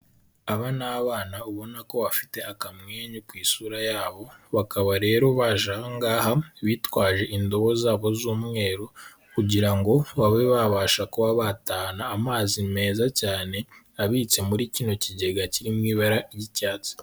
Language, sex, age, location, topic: Kinyarwanda, male, 18-24, Kigali, health